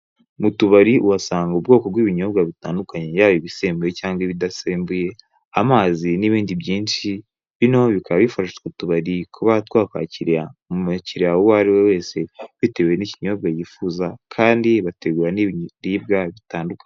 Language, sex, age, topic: Kinyarwanda, male, 18-24, finance